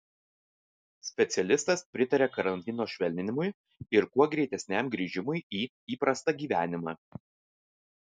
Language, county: Lithuanian, Vilnius